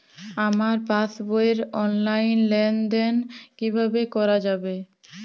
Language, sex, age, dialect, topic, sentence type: Bengali, female, 18-24, Jharkhandi, banking, question